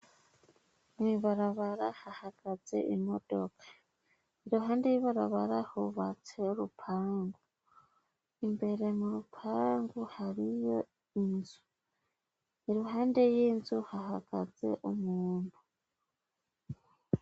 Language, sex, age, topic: Rundi, male, 18-24, education